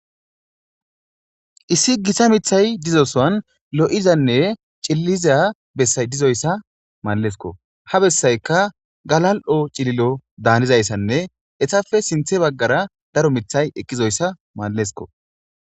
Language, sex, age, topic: Gamo, male, 18-24, government